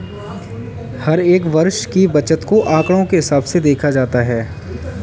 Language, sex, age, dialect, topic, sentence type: Hindi, male, 18-24, Kanauji Braj Bhasha, banking, statement